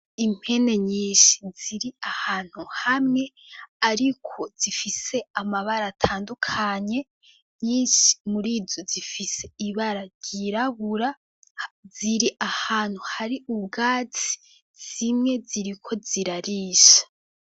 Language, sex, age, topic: Rundi, female, 18-24, agriculture